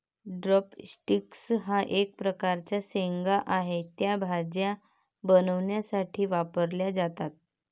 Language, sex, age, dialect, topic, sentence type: Marathi, female, 18-24, Varhadi, agriculture, statement